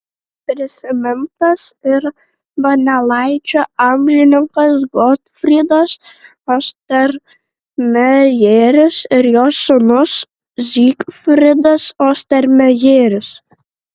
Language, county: Lithuanian, Šiauliai